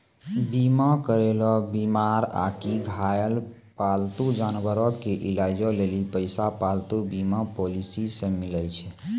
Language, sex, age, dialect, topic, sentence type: Maithili, male, 18-24, Angika, banking, statement